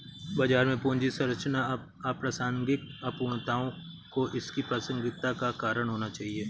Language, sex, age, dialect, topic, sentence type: Hindi, male, 31-35, Awadhi Bundeli, banking, statement